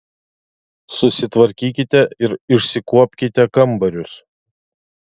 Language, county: Lithuanian, Vilnius